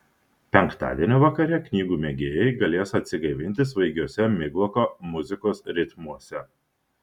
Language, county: Lithuanian, Šiauliai